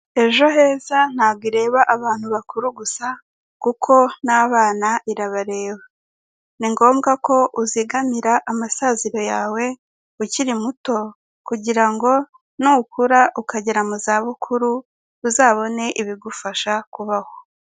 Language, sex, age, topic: Kinyarwanda, female, 18-24, finance